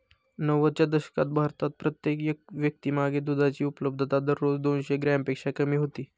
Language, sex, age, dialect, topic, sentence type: Marathi, male, 25-30, Standard Marathi, agriculture, statement